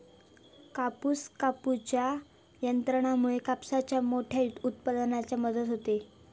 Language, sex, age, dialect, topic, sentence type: Marathi, female, 18-24, Southern Konkan, agriculture, statement